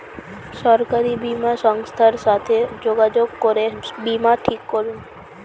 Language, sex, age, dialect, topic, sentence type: Bengali, female, 18-24, Standard Colloquial, banking, statement